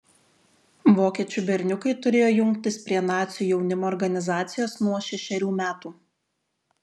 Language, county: Lithuanian, Šiauliai